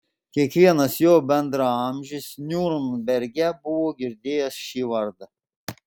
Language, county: Lithuanian, Klaipėda